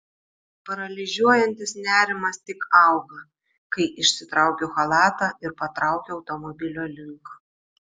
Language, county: Lithuanian, Šiauliai